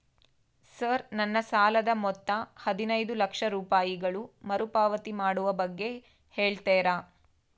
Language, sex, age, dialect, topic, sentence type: Kannada, female, 25-30, Central, banking, question